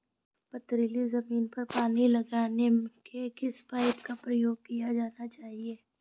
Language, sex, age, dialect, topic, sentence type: Hindi, female, 25-30, Awadhi Bundeli, agriculture, question